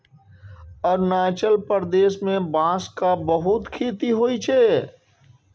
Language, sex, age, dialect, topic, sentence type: Maithili, male, 36-40, Eastern / Thethi, agriculture, statement